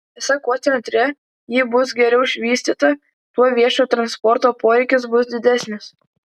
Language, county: Lithuanian, Vilnius